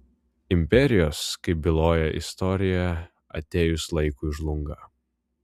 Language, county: Lithuanian, Vilnius